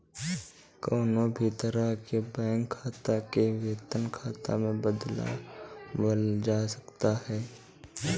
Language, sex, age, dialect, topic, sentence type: Bhojpuri, male, 18-24, Northern, banking, statement